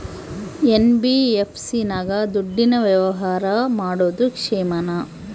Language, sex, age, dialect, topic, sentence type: Kannada, female, 41-45, Central, banking, question